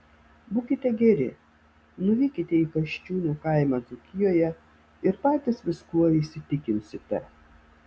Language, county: Lithuanian, Vilnius